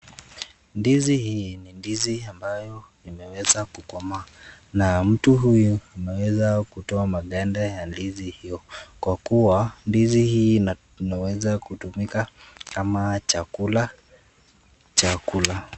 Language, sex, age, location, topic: Swahili, male, 36-49, Nakuru, agriculture